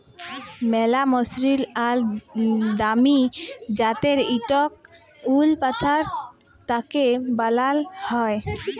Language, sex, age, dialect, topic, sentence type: Bengali, female, 18-24, Jharkhandi, agriculture, statement